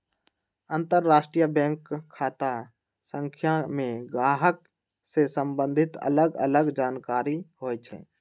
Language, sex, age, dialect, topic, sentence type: Magahi, male, 18-24, Western, banking, statement